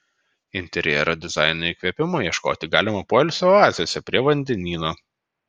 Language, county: Lithuanian, Vilnius